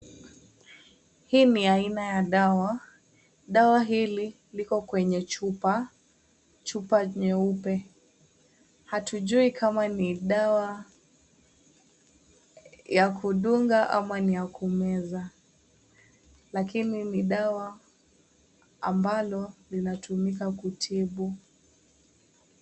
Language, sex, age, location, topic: Swahili, female, 18-24, Kisii, health